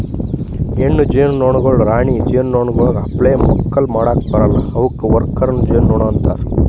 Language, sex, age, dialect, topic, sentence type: Kannada, male, 25-30, Northeastern, agriculture, statement